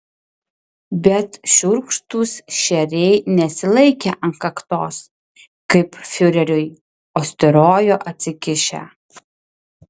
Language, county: Lithuanian, Klaipėda